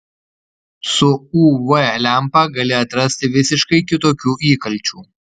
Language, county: Lithuanian, Kaunas